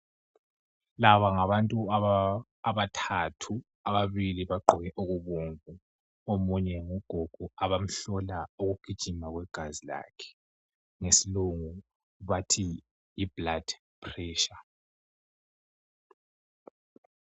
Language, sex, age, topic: North Ndebele, male, 18-24, health